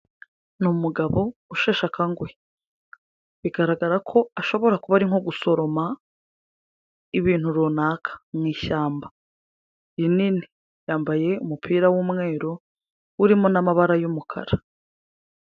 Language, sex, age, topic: Kinyarwanda, female, 25-35, health